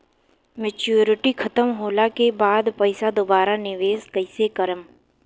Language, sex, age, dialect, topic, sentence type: Bhojpuri, female, 18-24, Southern / Standard, banking, question